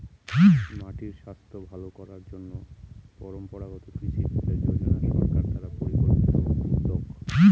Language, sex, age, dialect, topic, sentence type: Bengali, male, 31-35, Northern/Varendri, agriculture, statement